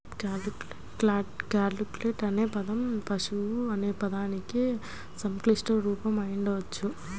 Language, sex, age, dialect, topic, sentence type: Telugu, female, 18-24, Central/Coastal, agriculture, statement